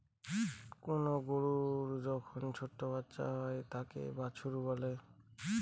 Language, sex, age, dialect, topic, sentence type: Bengali, male, <18, Northern/Varendri, agriculture, statement